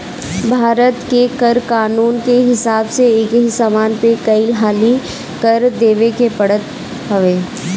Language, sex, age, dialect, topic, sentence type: Bhojpuri, female, 18-24, Northern, banking, statement